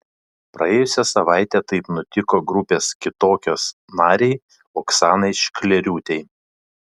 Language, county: Lithuanian, Panevėžys